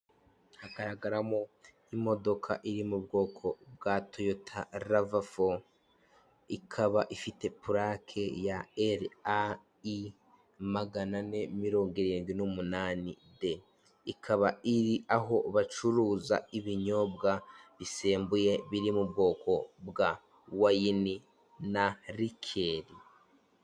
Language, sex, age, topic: Kinyarwanda, male, 18-24, government